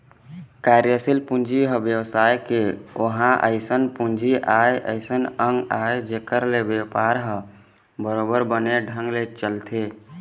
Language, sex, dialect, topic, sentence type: Chhattisgarhi, male, Eastern, banking, statement